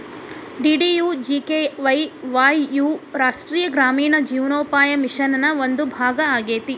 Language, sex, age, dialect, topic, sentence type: Kannada, female, 31-35, Dharwad Kannada, banking, statement